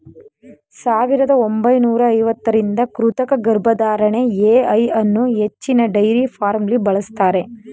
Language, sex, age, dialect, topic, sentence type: Kannada, female, 25-30, Mysore Kannada, agriculture, statement